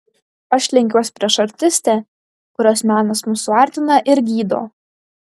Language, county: Lithuanian, Šiauliai